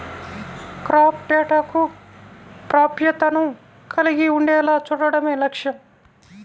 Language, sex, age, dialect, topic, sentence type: Telugu, female, 25-30, Central/Coastal, agriculture, statement